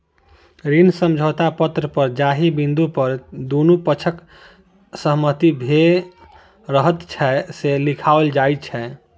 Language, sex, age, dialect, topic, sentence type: Maithili, male, 25-30, Southern/Standard, banking, statement